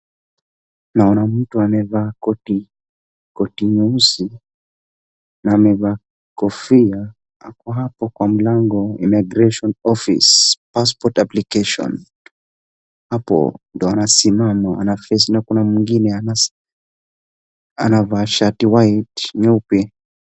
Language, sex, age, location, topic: Swahili, male, 25-35, Wajir, government